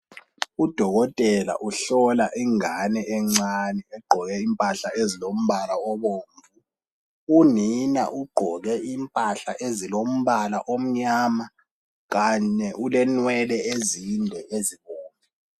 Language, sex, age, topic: North Ndebele, male, 18-24, health